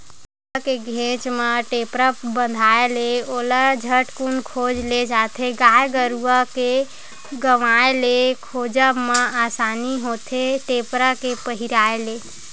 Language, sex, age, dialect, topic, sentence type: Chhattisgarhi, female, 18-24, Western/Budati/Khatahi, agriculture, statement